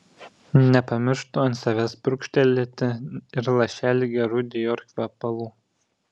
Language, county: Lithuanian, Šiauliai